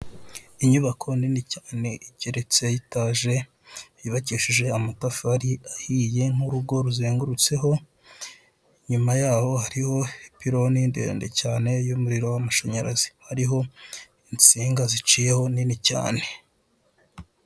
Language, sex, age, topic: Kinyarwanda, male, 25-35, government